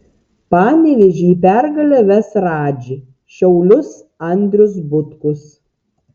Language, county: Lithuanian, Tauragė